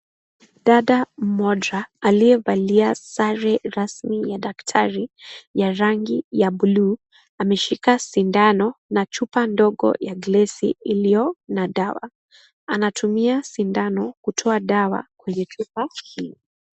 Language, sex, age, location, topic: Swahili, female, 18-24, Kisii, health